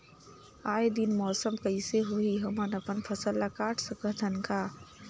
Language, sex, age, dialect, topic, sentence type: Chhattisgarhi, female, 18-24, Northern/Bhandar, agriculture, question